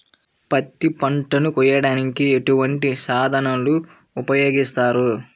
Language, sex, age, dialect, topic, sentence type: Telugu, male, 18-24, Central/Coastal, agriculture, question